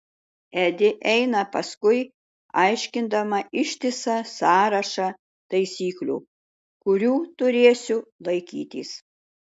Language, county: Lithuanian, Šiauliai